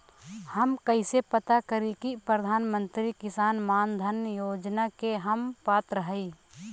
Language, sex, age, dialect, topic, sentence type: Bhojpuri, female, 25-30, Western, banking, question